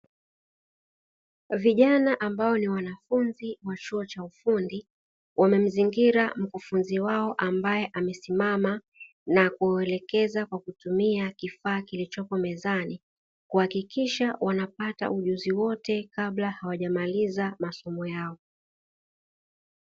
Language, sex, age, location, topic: Swahili, female, 36-49, Dar es Salaam, education